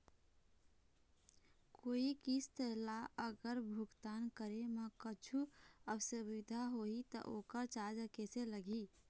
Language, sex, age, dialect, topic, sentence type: Chhattisgarhi, female, 46-50, Eastern, banking, question